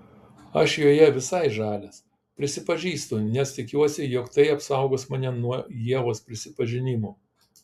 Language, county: Lithuanian, Kaunas